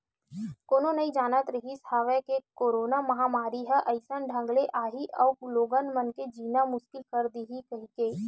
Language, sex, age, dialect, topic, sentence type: Chhattisgarhi, female, 25-30, Western/Budati/Khatahi, banking, statement